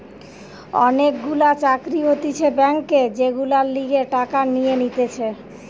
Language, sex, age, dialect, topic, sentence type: Bengali, female, 25-30, Western, banking, statement